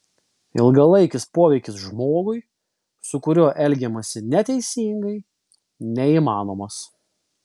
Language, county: Lithuanian, Vilnius